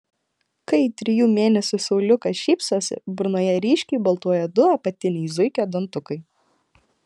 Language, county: Lithuanian, Klaipėda